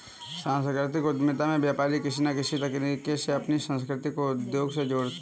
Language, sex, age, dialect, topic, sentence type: Hindi, male, 18-24, Kanauji Braj Bhasha, banking, statement